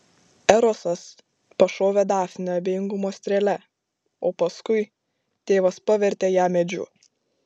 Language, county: Lithuanian, Šiauliai